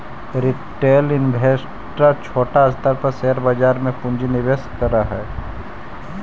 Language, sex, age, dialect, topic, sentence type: Magahi, male, 18-24, Central/Standard, banking, statement